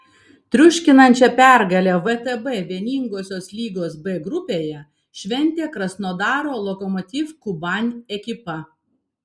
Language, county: Lithuanian, Vilnius